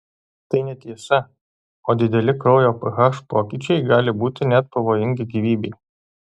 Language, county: Lithuanian, Alytus